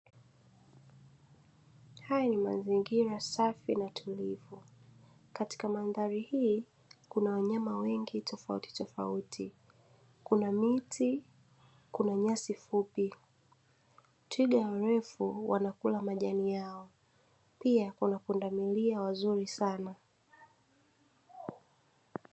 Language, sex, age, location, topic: Swahili, female, 25-35, Dar es Salaam, agriculture